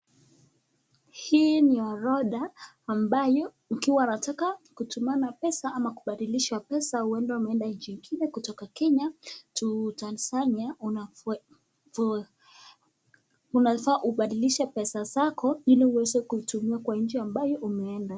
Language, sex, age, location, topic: Swahili, male, 25-35, Nakuru, finance